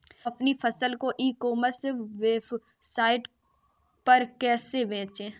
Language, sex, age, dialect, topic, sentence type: Hindi, female, 18-24, Kanauji Braj Bhasha, agriculture, question